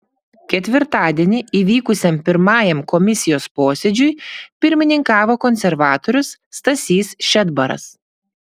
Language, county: Lithuanian, Klaipėda